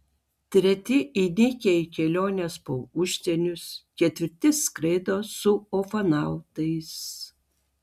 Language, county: Lithuanian, Klaipėda